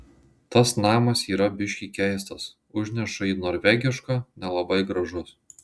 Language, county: Lithuanian, Marijampolė